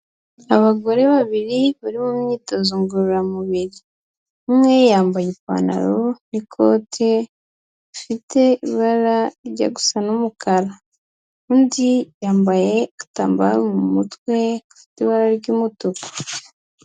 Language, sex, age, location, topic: Kinyarwanda, female, 25-35, Kigali, health